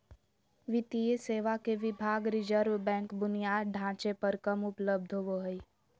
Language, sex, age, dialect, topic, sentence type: Magahi, female, 18-24, Southern, banking, statement